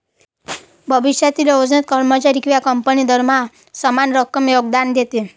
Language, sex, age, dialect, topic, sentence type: Marathi, female, 18-24, Varhadi, banking, statement